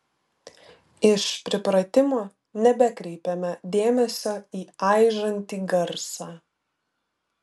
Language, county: Lithuanian, Vilnius